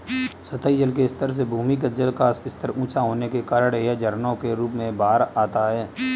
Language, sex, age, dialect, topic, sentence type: Hindi, male, 25-30, Kanauji Braj Bhasha, agriculture, statement